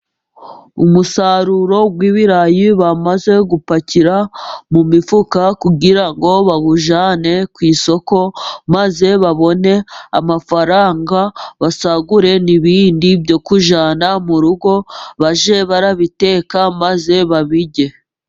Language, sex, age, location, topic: Kinyarwanda, female, 25-35, Musanze, agriculture